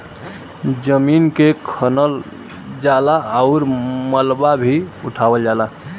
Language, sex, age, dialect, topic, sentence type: Bhojpuri, male, 25-30, Western, agriculture, statement